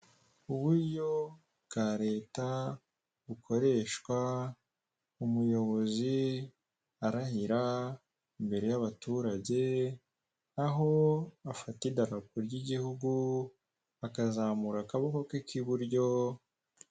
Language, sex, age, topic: Kinyarwanda, male, 18-24, government